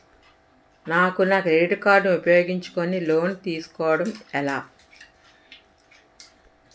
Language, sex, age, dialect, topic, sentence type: Telugu, female, 18-24, Utterandhra, banking, question